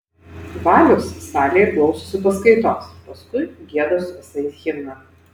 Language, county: Lithuanian, Vilnius